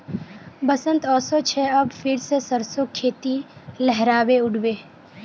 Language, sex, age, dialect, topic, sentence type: Magahi, female, 18-24, Northeastern/Surjapuri, agriculture, statement